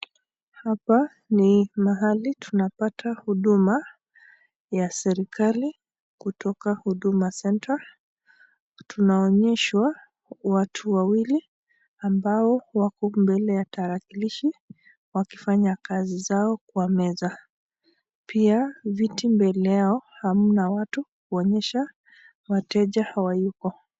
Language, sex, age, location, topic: Swahili, female, 25-35, Nakuru, government